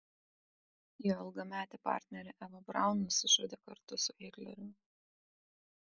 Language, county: Lithuanian, Kaunas